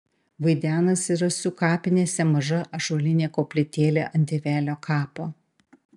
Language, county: Lithuanian, Panevėžys